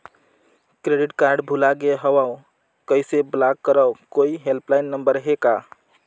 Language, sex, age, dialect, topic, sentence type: Chhattisgarhi, male, 25-30, Northern/Bhandar, banking, question